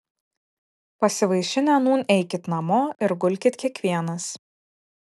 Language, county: Lithuanian, Vilnius